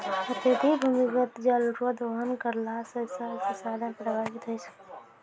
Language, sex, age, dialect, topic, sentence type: Maithili, female, 18-24, Angika, agriculture, statement